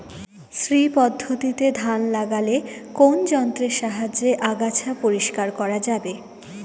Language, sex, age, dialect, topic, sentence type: Bengali, female, 18-24, Northern/Varendri, agriculture, question